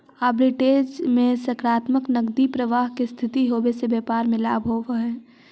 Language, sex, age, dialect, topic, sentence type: Magahi, female, 25-30, Central/Standard, agriculture, statement